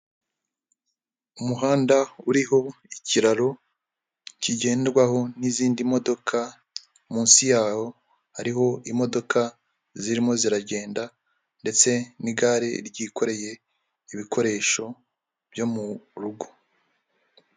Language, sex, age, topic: Kinyarwanda, male, 25-35, government